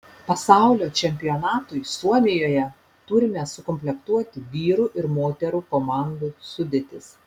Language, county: Lithuanian, Panevėžys